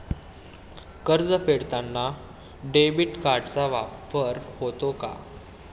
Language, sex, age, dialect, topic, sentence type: Marathi, male, 18-24, Standard Marathi, banking, question